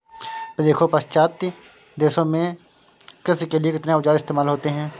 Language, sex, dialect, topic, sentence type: Hindi, male, Kanauji Braj Bhasha, agriculture, statement